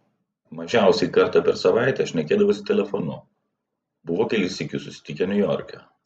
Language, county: Lithuanian, Vilnius